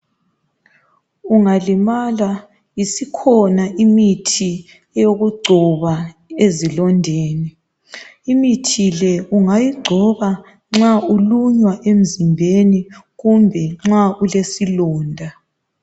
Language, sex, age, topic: North Ndebele, male, 36-49, health